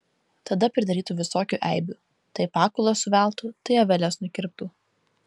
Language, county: Lithuanian, Vilnius